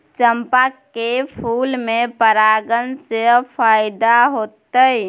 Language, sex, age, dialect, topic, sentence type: Maithili, female, 18-24, Bajjika, agriculture, question